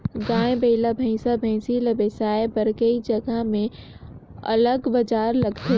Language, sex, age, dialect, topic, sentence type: Chhattisgarhi, female, 18-24, Northern/Bhandar, agriculture, statement